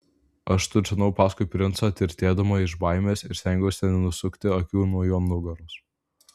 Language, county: Lithuanian, Vilnius